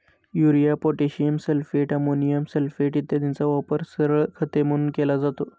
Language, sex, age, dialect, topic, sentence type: Marathi, male, 25-30, Standard Marathi, agriculture, statement